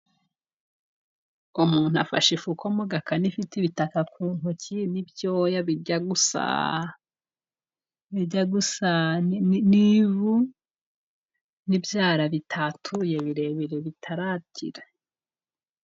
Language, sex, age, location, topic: Kinyarwanda, female, 18-24, Musanze, agriculture